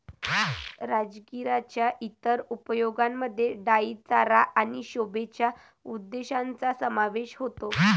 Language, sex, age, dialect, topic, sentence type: Marathi, female, 18-24, Varhadi, agriculture, statement